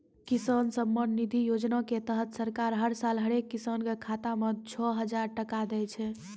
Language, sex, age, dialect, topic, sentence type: Maithili, female, 25-30, Angika, agriculture, statement